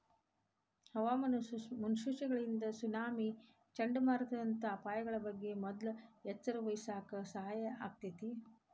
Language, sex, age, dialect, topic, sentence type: Kannada, female, 51-55, Dharwad Kannada, agriculture, statement